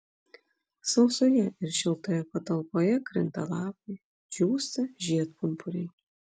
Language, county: Lithuanian, Vilnius